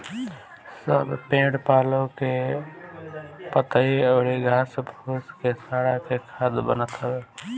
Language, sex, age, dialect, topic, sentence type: Bhojpuri, male, 18-24, Northern, agriculture, statement